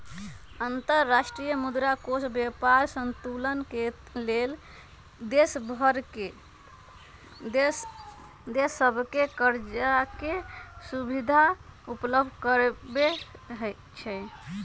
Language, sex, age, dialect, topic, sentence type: Magahi, female, 25-30, Western, banking, statement